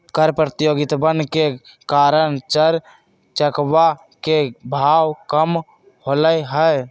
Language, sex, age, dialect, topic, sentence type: Magahi, male, 18-24, Western, banking, statement